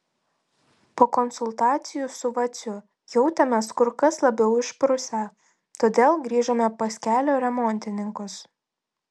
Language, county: Lithuanian, Telšiai